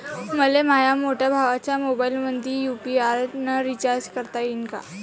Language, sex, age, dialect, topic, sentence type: Marathi, female, 18-24, Varhadi, banking, question